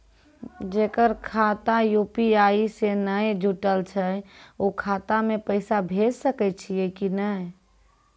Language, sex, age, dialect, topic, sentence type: Maithili, female, 18-24, Angika, banking, question